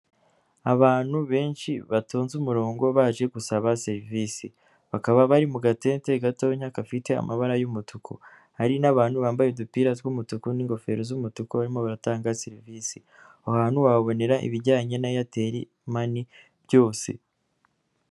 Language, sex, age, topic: Kinyarwanda, female, 25-35, finance